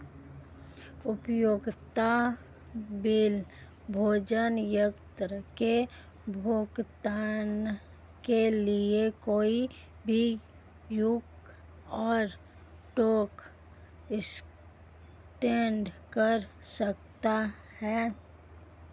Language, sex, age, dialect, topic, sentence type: Hindi, female, 25-30, Marwari Dhudhari, banking, statement